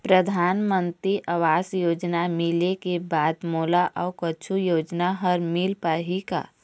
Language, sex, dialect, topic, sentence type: Chhattisgarhi, female, Eastern, banking, question